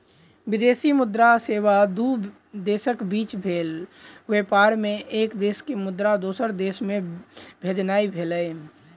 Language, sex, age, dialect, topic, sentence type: Maithili, male, 18-24, Southern/Standard, banking, statement